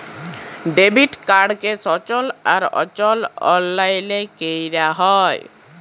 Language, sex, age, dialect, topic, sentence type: Bengali, male, 41-45, Jharkhandi, banking, statement